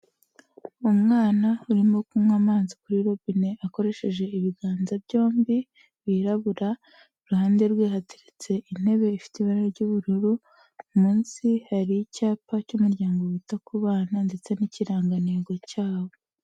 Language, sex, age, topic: Kinyarwanda, female, 18-24, health